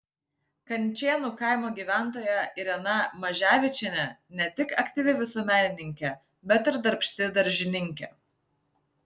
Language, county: Lithuanian, Vilnius